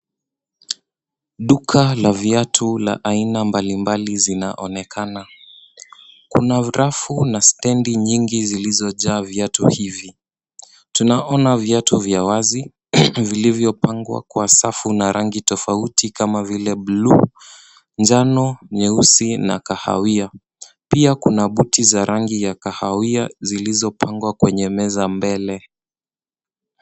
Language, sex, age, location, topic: Swahili, male, 18-24, Nairobi, finance